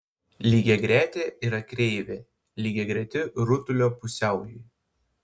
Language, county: Lithuanian, Panevėžys